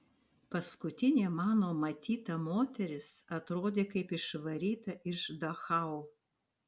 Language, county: Lithuanian, Panevėžys